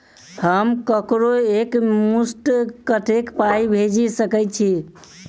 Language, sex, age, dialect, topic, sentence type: Maithili, male, 18-24, Southern/Standard, banking, question